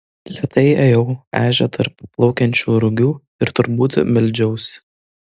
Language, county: Lithuanian, Vilnius